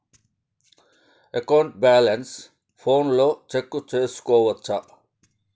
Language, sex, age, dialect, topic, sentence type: Telugu, male, 56-60, Southern, banking, question